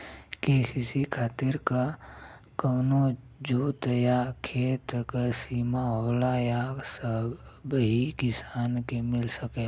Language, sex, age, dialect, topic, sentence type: Bhojpuri, male, 31-35, Western, agriculture, question